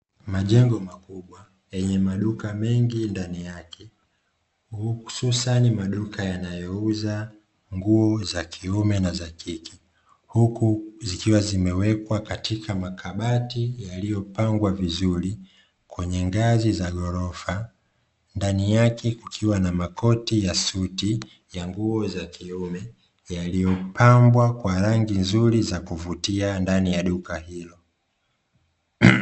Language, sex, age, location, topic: Swahili, male, 25-35, Dar es Salaam, finance